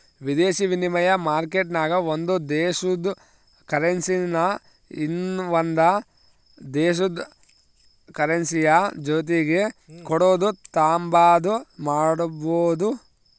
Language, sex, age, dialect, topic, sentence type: Kannada, male, 25-30, Central, banking, statement